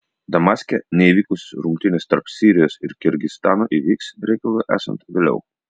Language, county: Lithuanian, Vilnius